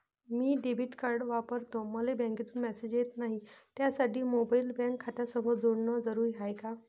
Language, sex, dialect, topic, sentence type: Marathi, female, Varhadi, banking, question